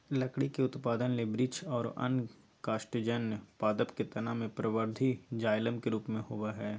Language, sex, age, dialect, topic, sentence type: Magahi, male, 18-24, Southern, agriculture, statement